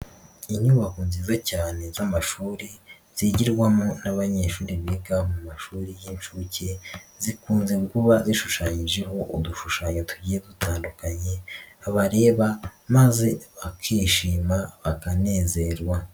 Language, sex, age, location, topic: Kinyarwanda, female, 18-24, Nyagatare, education